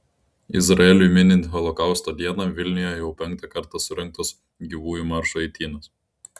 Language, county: Lithuanian, Klaipėda